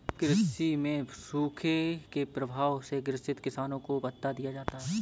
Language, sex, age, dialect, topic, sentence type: Hindi, male, 25-30, Kanauji Braj Bhasha, agriculture, statement